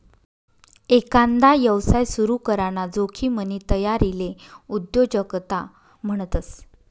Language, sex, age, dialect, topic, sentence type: Marathi, female, 31-35, Northern Konkan, banking, statement